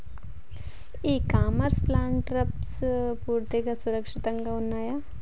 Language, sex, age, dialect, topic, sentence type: Telugu, female, 25-30, Telangana, agriculture, question